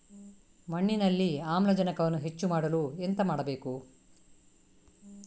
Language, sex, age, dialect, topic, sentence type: Kannada, female, 18-24, Coastal/Dakshin, agriculture, question